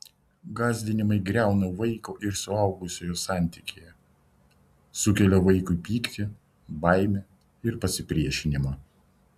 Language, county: Lithuanian, Vilnius